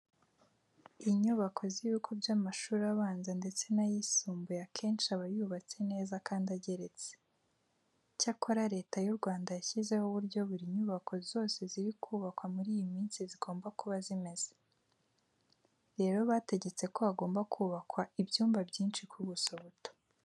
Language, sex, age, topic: Kinyarwanda, female, 18-24, education